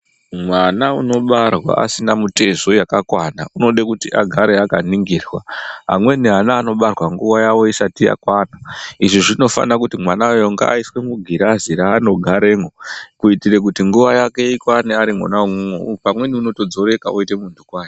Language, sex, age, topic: Ndau, female, 36-49, health